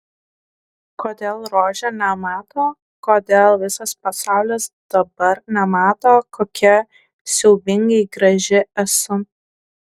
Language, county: Lithuanian, Klaipėda